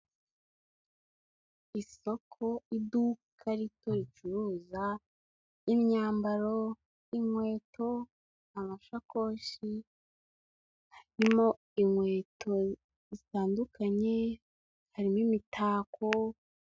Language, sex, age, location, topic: Kinyarwanda, female, 18-24, Kigali, finance